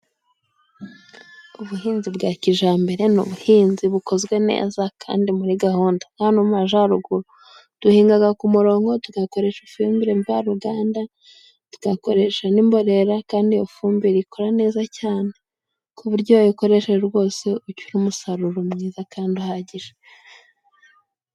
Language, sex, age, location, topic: Kinyarwanda, female, 25-35, Musanze, agriculture